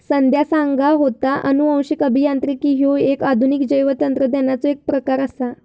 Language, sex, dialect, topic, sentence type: Marathi, female, Southern Konkan, agriculture, statement